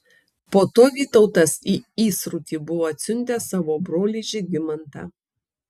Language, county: Lithuanian, Kaunas